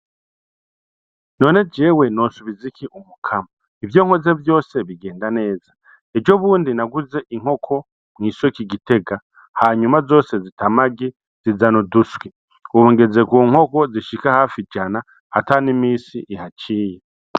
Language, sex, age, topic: Rundi, male, 36-49, agriculture